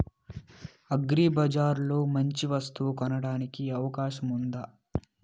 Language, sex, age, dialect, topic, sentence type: Telugu, male, 18-24, Southern, agriculture, question